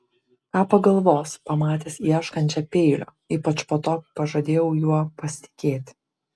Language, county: Lithuanian, Kaunas